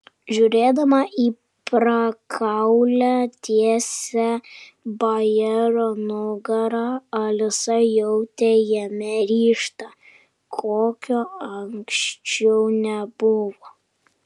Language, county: Lithuanian, Kaunas